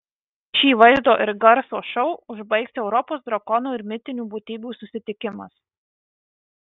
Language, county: Lithuanian, Marijampolė